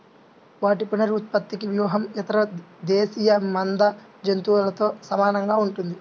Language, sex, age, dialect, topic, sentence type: Telugu, male, 18-24, Central/Coastal, agriculture, statement